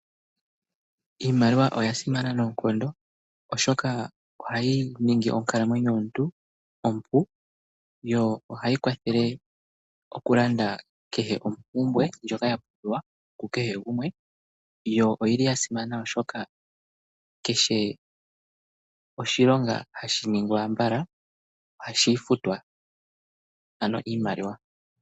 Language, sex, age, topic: Oshiwambo, male, 18-24, finance